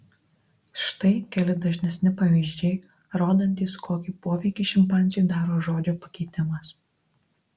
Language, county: Lithuanian, Marijampolė